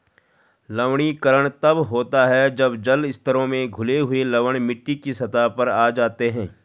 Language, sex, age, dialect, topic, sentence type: Hindi, male, 36-40, Garhwali, agriculture, statement